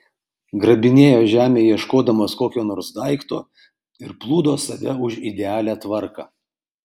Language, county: Lithuanian, Kaunas